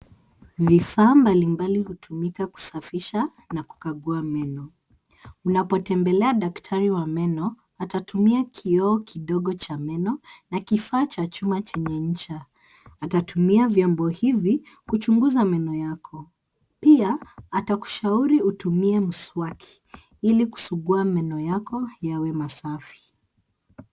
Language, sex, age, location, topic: Swahili, female, 36-49, Nairobi, health